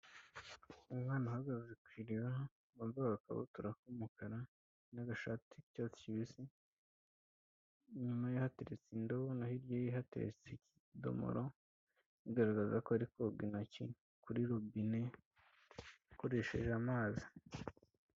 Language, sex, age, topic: Kinyarwanda, male, 25-35, health